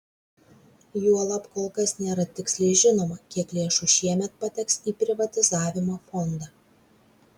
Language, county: Lithuanian, Vilnius